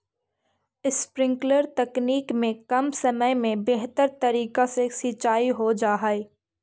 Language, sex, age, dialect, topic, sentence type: Magahi, female, 46-50, Central/Standard, agriculture, statement